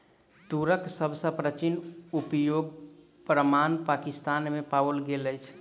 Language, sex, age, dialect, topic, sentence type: Maithili, male, 25-30, Southern/Standard, agriculture, statement